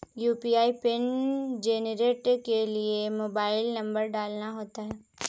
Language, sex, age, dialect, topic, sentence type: Hindi, female, 18-24, Marwari Dhudhari, banking, statement